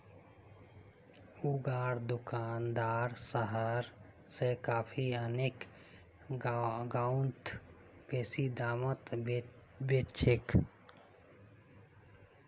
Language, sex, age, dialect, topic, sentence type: Magahi, male, 25-30, Northeastern/Surjapuri, agriculture, statement